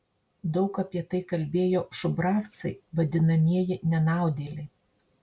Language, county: Lithuanian, Marijampolė